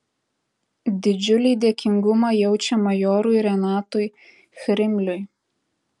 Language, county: Lithuanian, Tauragė